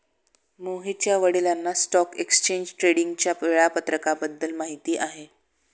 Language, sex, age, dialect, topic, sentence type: Marathi, male, 56-60, Standard Marathi, banking, statement